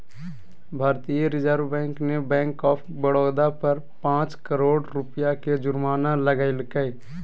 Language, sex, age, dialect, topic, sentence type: Magahi, male, 18-24, Southern, banking, statement